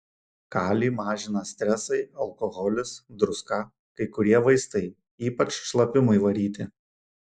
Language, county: Lithuanian, Šiauliai